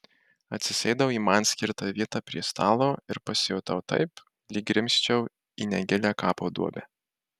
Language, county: Lithuanian, Marijampolė